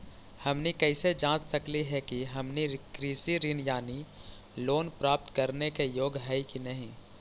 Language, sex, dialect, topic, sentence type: Magahi, male, Central/Standard, banking, question